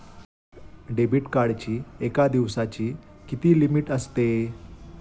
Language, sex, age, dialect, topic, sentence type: Marathi, male, 25-30, Standard Marathi, banking, question